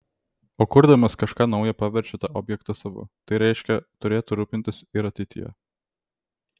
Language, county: Lithuanian, Vilnius